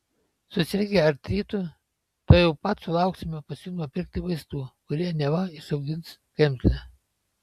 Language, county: Lithuanian, Panevėžys